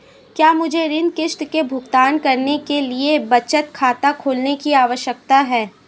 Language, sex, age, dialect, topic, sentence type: Hindi, female, 18-24, Marwari Dhudhari, banking, question